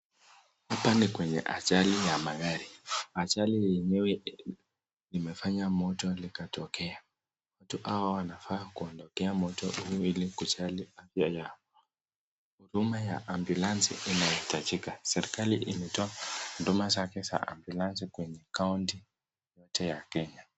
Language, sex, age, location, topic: Swahili, male, 18-24, Nakuru, health